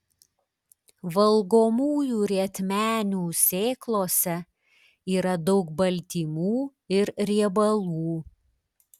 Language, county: Lithuanian, Klaipėda